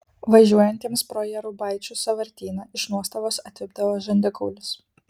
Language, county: Lithuanian, Kaunas